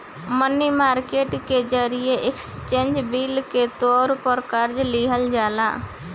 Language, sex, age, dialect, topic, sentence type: Bhojpuri, female, 51-55, Southern / Standard, banking, statement